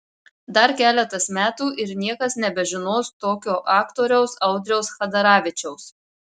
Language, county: Lithuanian, Marijampolė